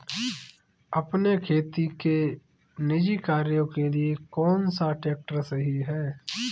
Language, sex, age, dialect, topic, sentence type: Hindi, male, 25-30, Kanauji Braj Bhasha, agriculture, question